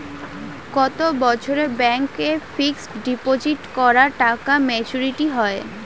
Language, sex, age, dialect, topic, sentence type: Bengali, female, <18, Rajbangshi, banking, question